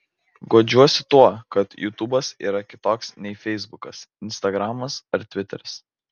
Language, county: Lithuanian, Vilnius